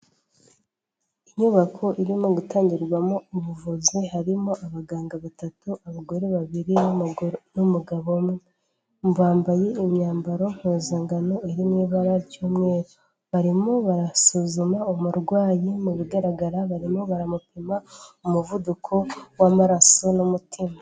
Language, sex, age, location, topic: Kinyarwanda, female, 18-24, Kigali, health